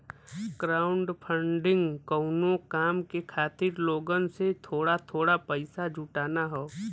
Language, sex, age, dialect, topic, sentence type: Bhojpuri, male, 25-30, Western, banking, statement